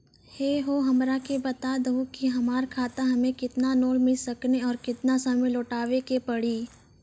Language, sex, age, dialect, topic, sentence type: Maithili, female, 25-30, Angika, banking, question